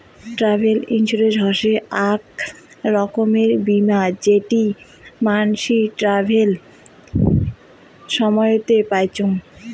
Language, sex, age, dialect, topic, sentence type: Bengali, female, 18-24, Rajbangshi, banking, statement